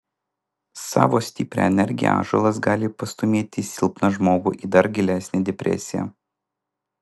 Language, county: Lithuanian, Vilnius